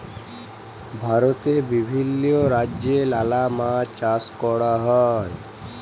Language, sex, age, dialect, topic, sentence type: Bengali, male, 18-24, Jharkhandi, agriculture, statement